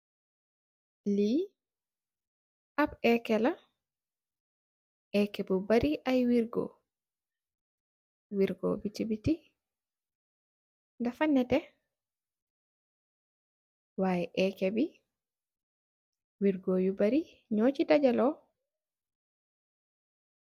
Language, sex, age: Wolof, female, 18-24